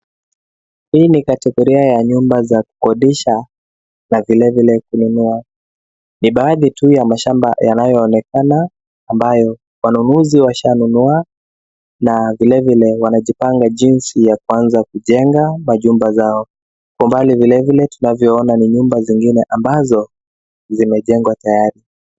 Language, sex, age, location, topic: Swahili, male, 25-35, Nairobi, finance